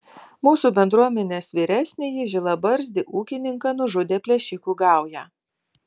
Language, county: Lithuanian, Vilnius